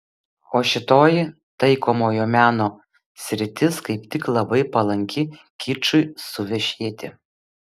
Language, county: Lithuanian, Vilnius